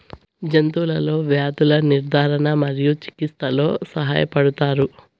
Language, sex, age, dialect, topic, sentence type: Telugu, male, 25-30, Southern, agriculture, statement